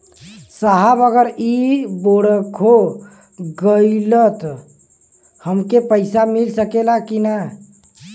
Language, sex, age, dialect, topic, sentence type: Bhojpuri, male, 18-24, Western, banking, question